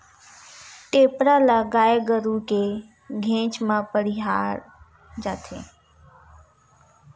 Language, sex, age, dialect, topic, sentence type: Chhattisgarhi, female, 18-24, Western/Budati/Khatahi, agriculture, statement